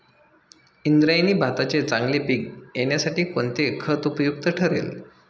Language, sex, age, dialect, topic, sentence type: Marathi, male, 25-30, Standard Marathi, agriculture, question